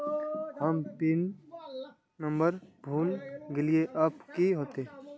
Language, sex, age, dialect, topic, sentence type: Magahi, male, 18-24, Northeastern/Surjapuri, banking, question